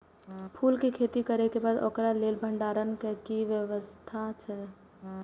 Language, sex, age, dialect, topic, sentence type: Maithili, female, 18-24, Eastern / Thethi, agriculture, question